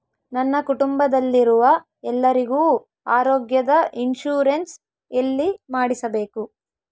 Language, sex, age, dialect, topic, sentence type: Kannada, female, 18-24, Central, banking, question